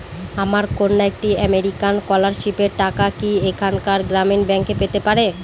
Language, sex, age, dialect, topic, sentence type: Bengali, female, 31-35, Northern/Varendri, banking, question